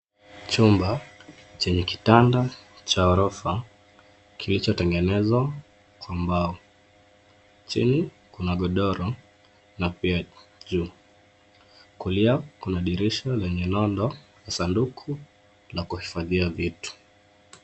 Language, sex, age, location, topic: Swahili, male, 25-35, Nairobi, education